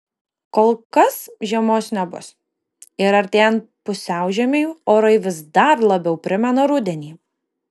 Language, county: Lithuanian, Kaunas